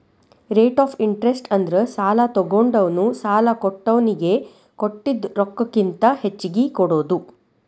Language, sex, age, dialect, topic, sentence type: Kannada, female, 36-40, Dharwad Kannada, banking, statement